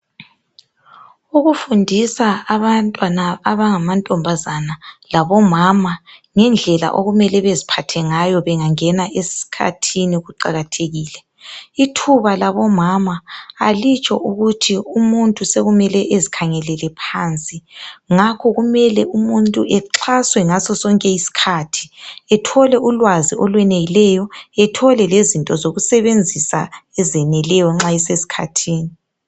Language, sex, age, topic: North Ndebele, female, 36-49, health